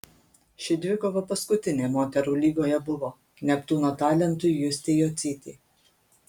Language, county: Lithuanian, Kaunas